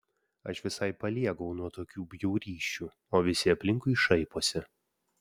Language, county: Lithuanian, Vilnius